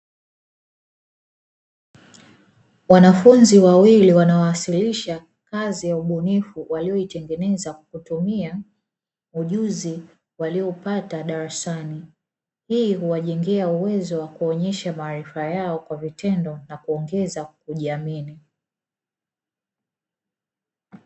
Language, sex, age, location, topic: Swahili, female, 25-35, Dar es Salaam, education